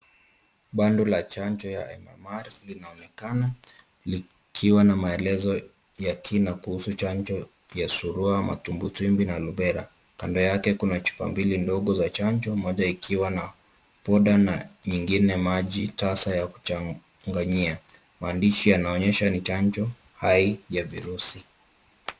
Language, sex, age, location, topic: Swahili, male, 25-35, Kisumu, health